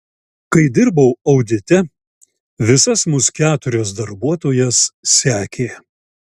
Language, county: Lithuanian, Šiauliai